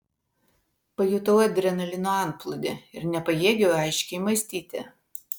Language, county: Lithuanian, Vilnius